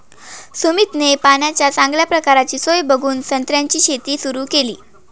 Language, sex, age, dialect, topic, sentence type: Marathi, male, 18-24, Northern Konkan, agriculture, statement